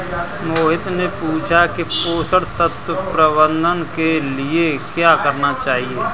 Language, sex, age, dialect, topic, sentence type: Hindi, male, 25-30, Kanauji Braj Bhasha, agriculture, statement